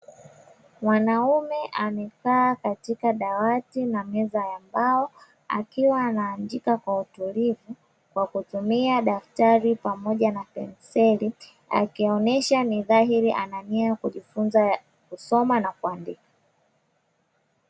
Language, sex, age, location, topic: Swahili, female, 25-35, Dar es Salaam, education